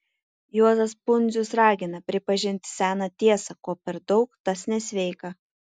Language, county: Lithuanian, Tauragė